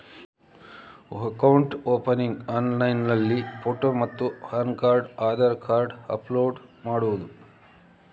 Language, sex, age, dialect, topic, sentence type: Kannada, male, 25-30, Coastal/Dakshin, banking, question